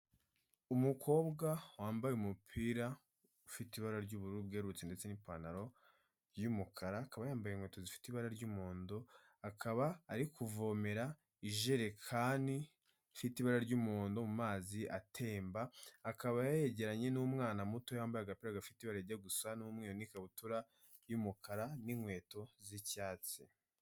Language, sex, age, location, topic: Kinyarwanda, male, 25-35, Kigali, health